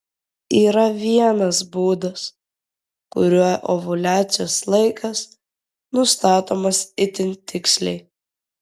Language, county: Lithuanian, Vilnius